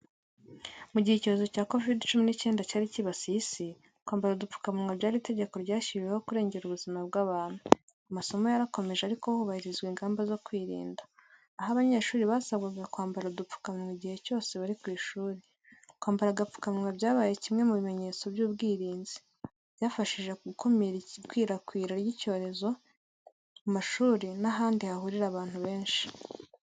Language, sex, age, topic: Kinyarwanda, female, 18-24, education